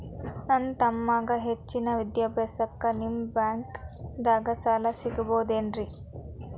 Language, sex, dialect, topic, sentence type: Kannada, female, Dharwad Kannada, banking, question